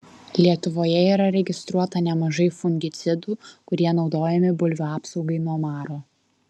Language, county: Lithuanian, Vilnius